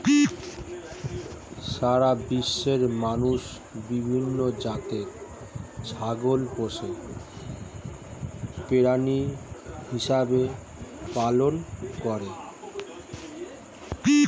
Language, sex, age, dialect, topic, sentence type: Bengali, male, 41-45, Standard Colloquial, agriculture, statement